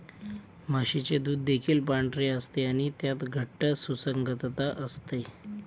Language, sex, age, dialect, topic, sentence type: Marathi, male, 25-30, Northern Konkan, agriculture, statement